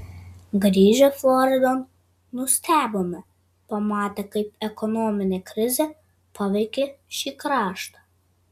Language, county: Lithuanian, Vilnius